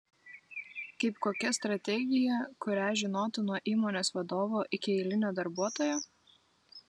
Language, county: Lithuanian, Vilnius